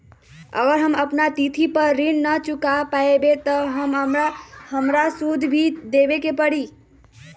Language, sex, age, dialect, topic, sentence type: Magahi, female, 36-40, Western, banking, question